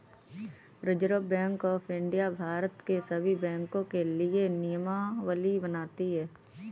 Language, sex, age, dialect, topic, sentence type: Hindi, female, 18-24, Kanauji Braj Bhasha, banking, statement